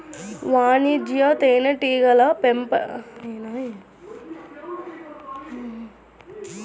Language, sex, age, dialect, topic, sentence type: Telugu, female, 41-45, Central/Coastal, agriculture, statement